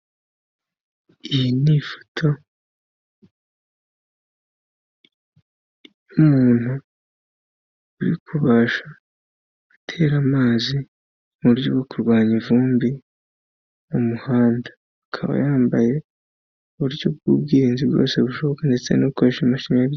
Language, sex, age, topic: Kinyarwanda, male, 25-35, government